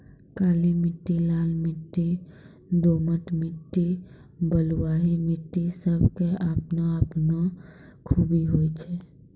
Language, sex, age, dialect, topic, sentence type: Maithili, female, 18-24, Angika, agriculture, statement